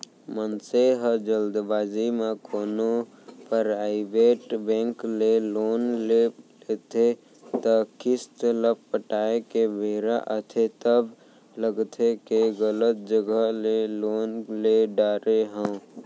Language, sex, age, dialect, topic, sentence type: Chhattisgarhi, male, 18-24, Central, banking, statement